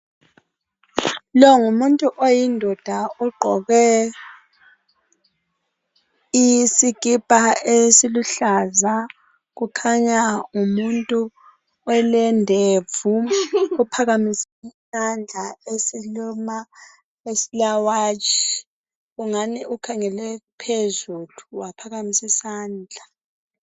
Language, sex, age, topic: North Ndebele, female, 36-49, health